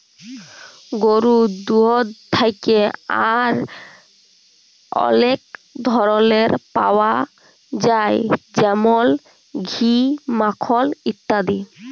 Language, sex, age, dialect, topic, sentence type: Bengali, female, 18-24, Jharkhandi, agriculture, statement